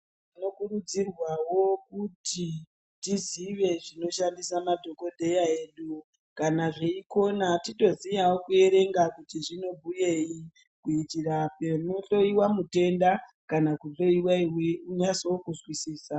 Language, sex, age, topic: Ndau, female, 25-35, health